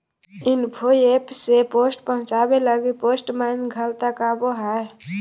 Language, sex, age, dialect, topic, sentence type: Magahi, female, 18-24, Southern, banking, statement